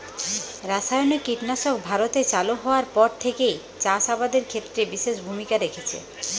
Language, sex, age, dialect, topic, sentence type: Bengali, female, 31-35, Jharkhandi, agriculture, statement